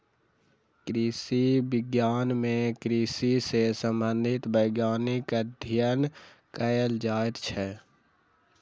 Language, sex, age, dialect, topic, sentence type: Maithili, male, 60-100, Southern/Standard, agriculture, statement